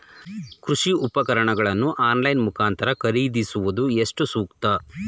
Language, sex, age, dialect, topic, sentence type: Kannada, male, 36-40, Mysore Kannada, agriculture, question